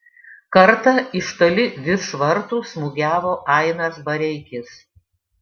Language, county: Lithuanian, Šiauliai